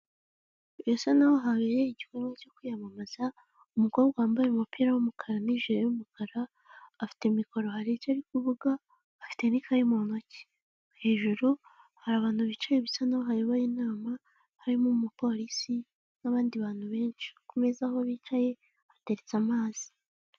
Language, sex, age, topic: Kinyarwanda, female, 18-24, government